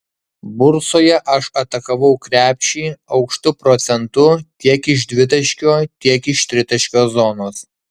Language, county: Lithuanian, Kaunas